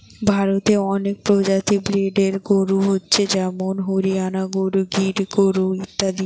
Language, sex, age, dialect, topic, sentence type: Bengali, female, 18-24, Western, agriculture, statement